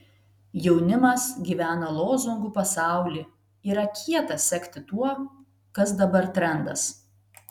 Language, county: Lithuanian, Telšiai